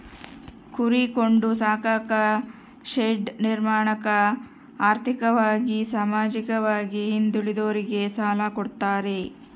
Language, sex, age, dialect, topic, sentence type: Kannada, female, 60-100, Central, agriculture, statement